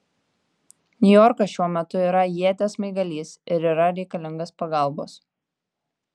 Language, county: Lithuanian, Tauragė